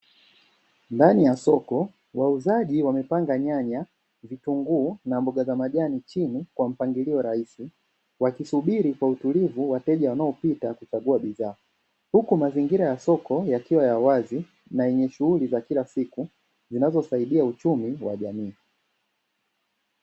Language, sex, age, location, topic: Swahili, male, 25-35, Dar es Salaam, finance